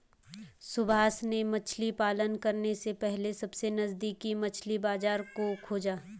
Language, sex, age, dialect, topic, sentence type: Hindi, female, 18-24, Garhwali, agriculture, statement